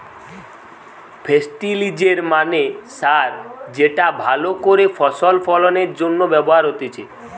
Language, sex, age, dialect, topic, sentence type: Bengali, male, 18-24, Western, agriculture, statement